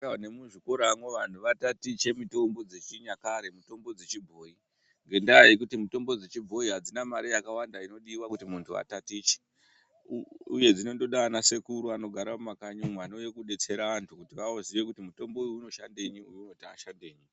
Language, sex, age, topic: Ndau, female, 36-49, health